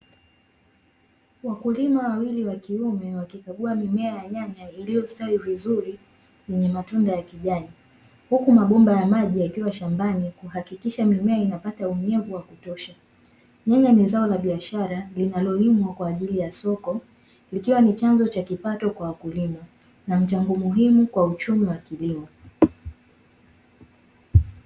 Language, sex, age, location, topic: Swahili, female, 18-24, Dar es Salaam, agriculture